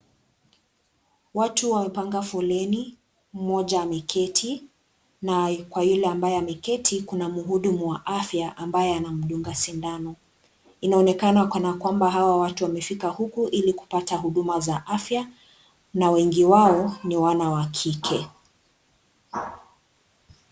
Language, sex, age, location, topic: Swahili, female, 25-35, Kisii, health